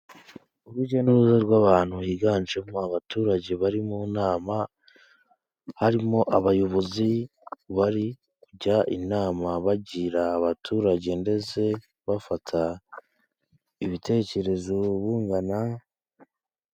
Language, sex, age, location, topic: Kinyarwanda, male, 18-24, Musanze, government